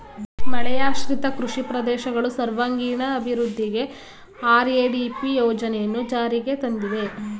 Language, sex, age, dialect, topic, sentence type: Kannada, female, 18-24, Mysore Kannada, agriculture, statement